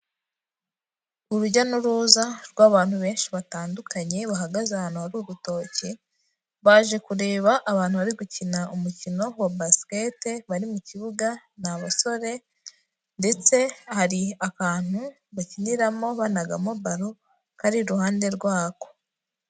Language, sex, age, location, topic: Kinyarwanda, female, 18-24, Kigali, health